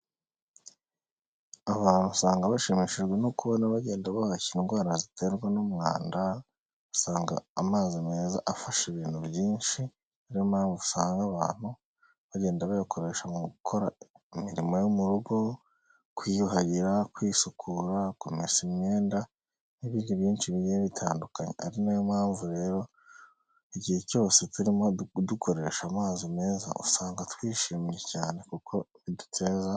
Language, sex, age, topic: Kinyarwanda, male, 25-35, health